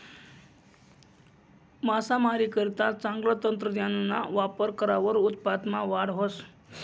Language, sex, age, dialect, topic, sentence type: Marathi, male, 25-30, Northern Konkan, agriculture, statement